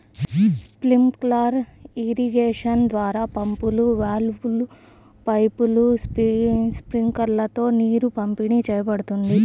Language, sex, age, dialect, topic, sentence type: Telugu, male, 36-40, Central/Coastal, agriculture, statement